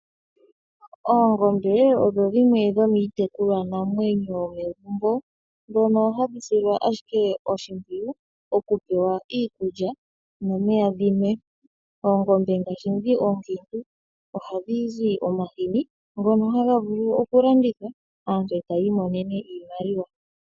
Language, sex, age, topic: Oshiwambo, male, 18-24, agriculture